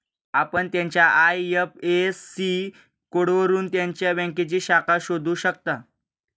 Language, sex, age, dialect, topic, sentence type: Marathi, male, 18-24, Standard Marathi, banking, statement